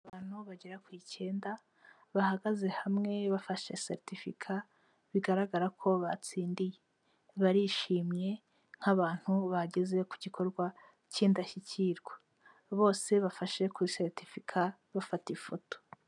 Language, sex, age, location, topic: Kinyarwanda, female, 18-24, Kigali, health